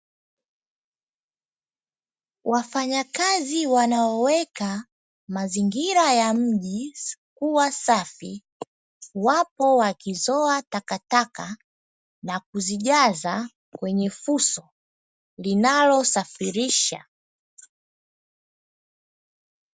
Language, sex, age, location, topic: Swahili, female, 18-24, Dar es Salaam, government